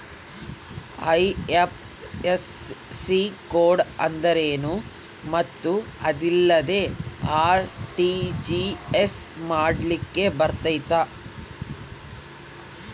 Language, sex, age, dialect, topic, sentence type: Kannada, male, 18-24, Central, banking, question